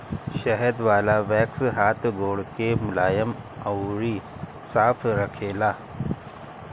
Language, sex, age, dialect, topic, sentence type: Bhojpuri, male, 31-35, Northern, agriculture, statement